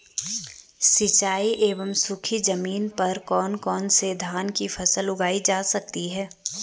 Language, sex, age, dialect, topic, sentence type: Hindi, female, 25-30, Garhwali, agriculture, question